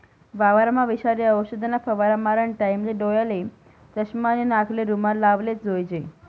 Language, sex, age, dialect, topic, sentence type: Marathi, female, 18-24, Northern Konkan, agriculture, statement